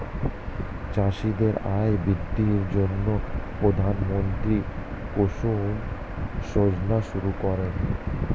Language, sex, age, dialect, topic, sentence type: Bengali, male, 25-30, Standard Colloquial, agriculture, statement